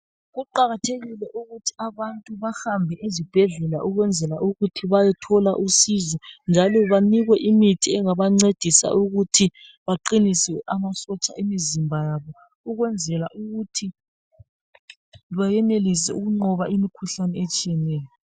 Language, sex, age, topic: North Ndebele, male, 36-49, health